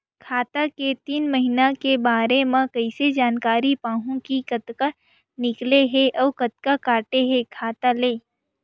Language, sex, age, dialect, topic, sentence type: Chhattisgarhi, female, 18-24, Western/Budati/Khatahi, banking, question